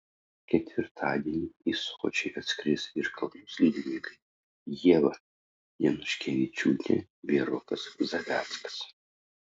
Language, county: Lithuanian, Utena